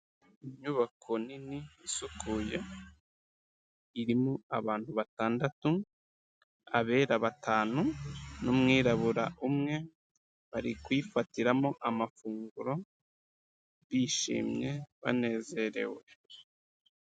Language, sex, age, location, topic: Kinyarwanda, male, 36-49, Kigali, health